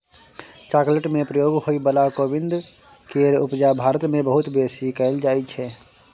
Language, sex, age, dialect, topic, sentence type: Maithili, male, 18-24, Bajjika, agriculture, statement